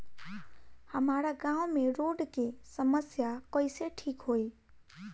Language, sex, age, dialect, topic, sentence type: Bhojpuri, female, 18-24, Northern, banking, question